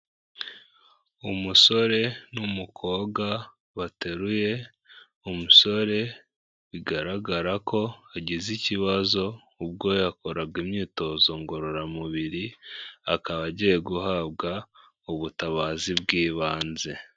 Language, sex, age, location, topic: Kinyarwanda, male, 25-35, Kigali, health